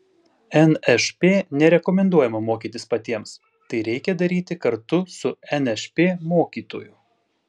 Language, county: Lithuanian, Panevėžys